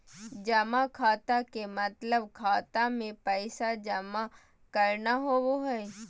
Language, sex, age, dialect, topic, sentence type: Magahi, female, 18-24, Southern, banking, statement